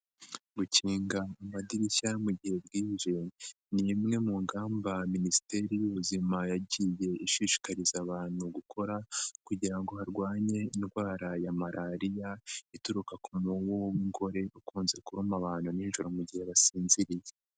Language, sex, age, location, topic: Kinyarwanda, male, 50+, Nyagatare, education